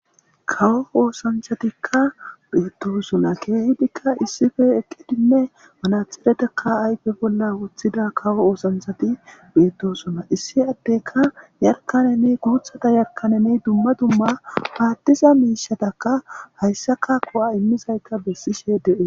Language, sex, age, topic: Gamo, male, 18-24, government